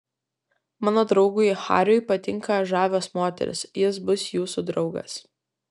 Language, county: Lithuanian, Kaunas